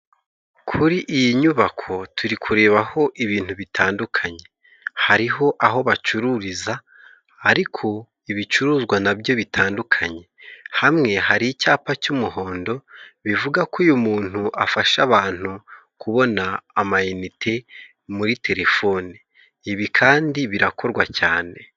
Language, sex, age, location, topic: Kinyarwanda, male, 25-35, Musanze, finance